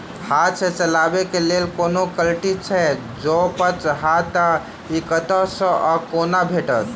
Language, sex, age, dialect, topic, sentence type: Maithili, male, 36-40, Southern/Standard, agriculture, question